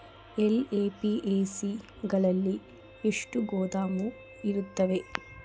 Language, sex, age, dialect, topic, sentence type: Kannada, female, 25-30, Central, agriculture, question